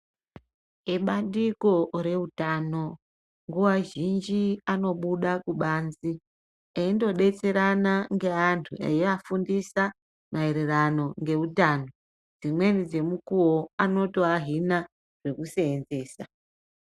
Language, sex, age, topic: Ndau, female, 36-49, health